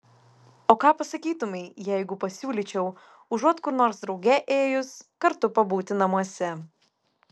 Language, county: Lithuanian, Šiauliai